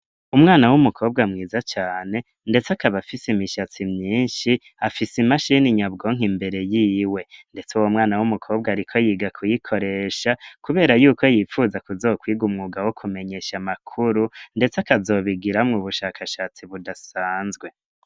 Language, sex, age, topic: Rundi, male, 25-35, education